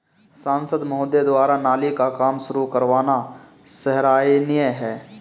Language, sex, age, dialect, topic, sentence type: Hindi, male, 18-24, Marwari Dhudhari, banking, statement